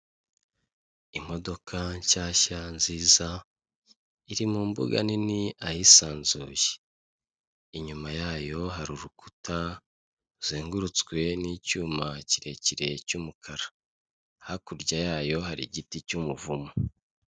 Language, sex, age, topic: Kinyarwanda, male, 25-35, finance